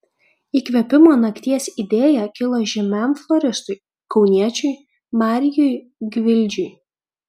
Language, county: Lithuanian, Kaunas